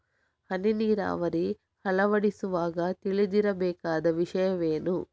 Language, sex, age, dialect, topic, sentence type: Kannada, female, 25-30, Coastal/Dakshin, agriculture, question